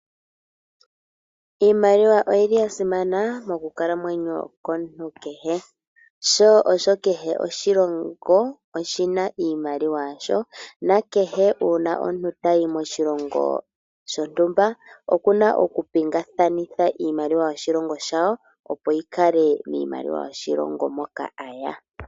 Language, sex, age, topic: Oshiwambo, female, 18-24, finance